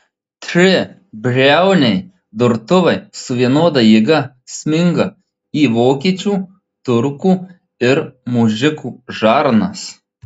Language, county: Lithuanian, Marijampolė